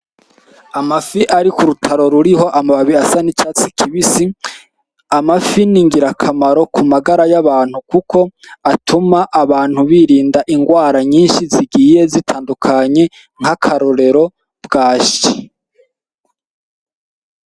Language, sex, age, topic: Rundi, male, 18-24, agriculture